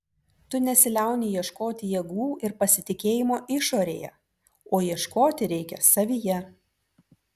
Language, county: Lithuanian, Vilnius